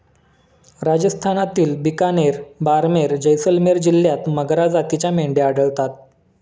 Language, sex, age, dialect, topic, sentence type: Marathi, male, 25-30, Standard Marathi, agriculture, statement